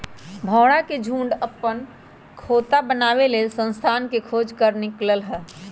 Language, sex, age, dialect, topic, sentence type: Magahi, female, 31-35, Western, agriculture, statement